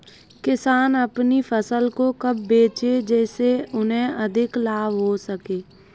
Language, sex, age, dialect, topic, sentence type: Hindi, female, 18-24, Kanauji Braj Bhasha, agriculture, question